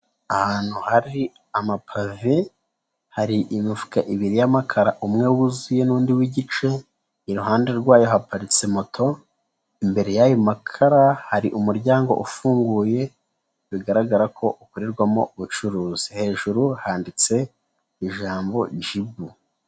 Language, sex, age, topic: Kinyarwanda, female, 25-35, education